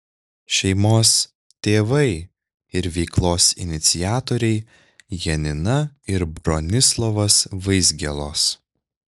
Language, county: Lithuanian, Šiauliai